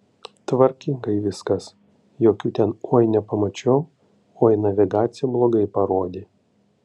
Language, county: Lithuanian, Panevėžys